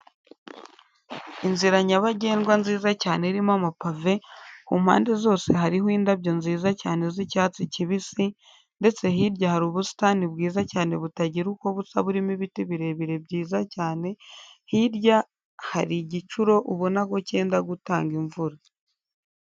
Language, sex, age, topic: Kinyarwanda, female, 25-35, education